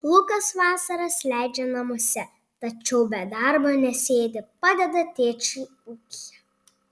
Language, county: Lithuanian, Panevėžys